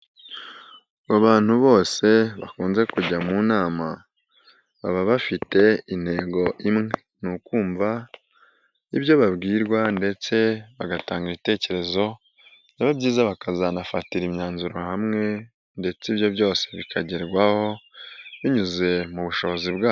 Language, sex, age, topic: Kinyarwanda, male, 18-24, government